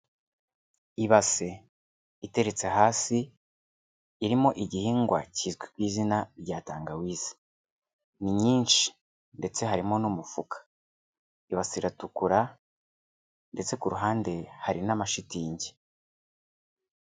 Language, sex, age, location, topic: Kinyarwanda, male, 25-35, Kigali, agriculture